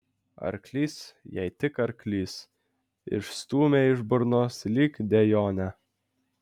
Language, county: Lithuanian, Vilnius